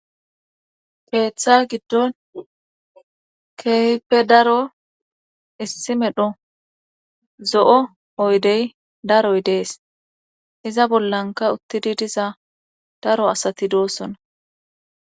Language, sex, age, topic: Gamo, female, 25-35, government